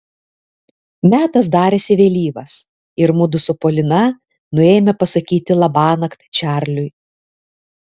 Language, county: Lithuanian, Alytus